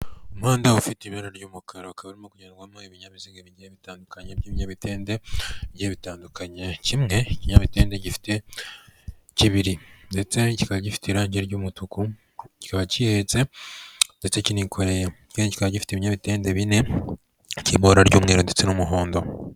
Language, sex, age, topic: Kinyarwanda, male, 18-24, government